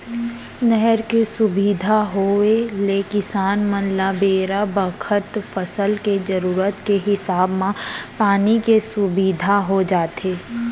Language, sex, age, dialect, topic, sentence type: Chhattisgarhi, female, 60-100, Central, agriculture, statement